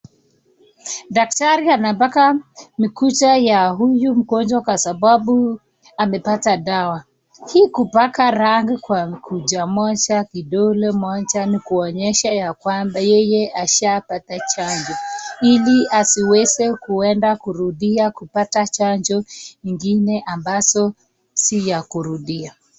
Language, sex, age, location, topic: Swahili, male, 25-35, Nakuru, health